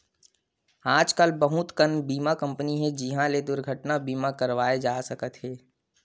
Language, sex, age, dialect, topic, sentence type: Chhattisgarhi, male, 18-24, Western/Budati/Khatahi, banking, statement